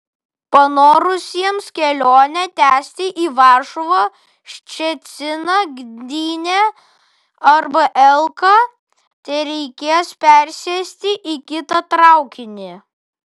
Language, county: Lithuanian, Vilnius